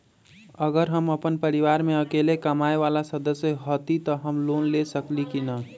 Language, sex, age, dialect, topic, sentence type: Magahi, male, 25-30, Western, banking, question